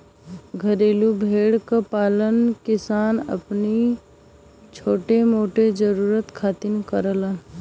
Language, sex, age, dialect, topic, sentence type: Bhojpuri, female, 18-24, Western, agriculture, statement